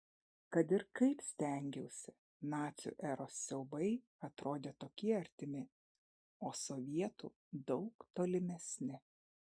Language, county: Lithuanian, Šiauliai